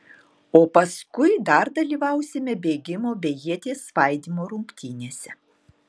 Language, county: Lithuanian, Utena